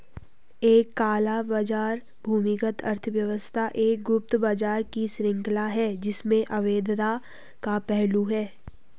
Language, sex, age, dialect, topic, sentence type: Hindi, female, 18-24, Garhwali, banking, statement